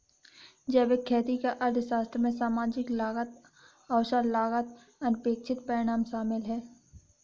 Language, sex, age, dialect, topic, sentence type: Hindi, female, 56-60, Hindustani Malvi Khadi Boli, agriculture, statement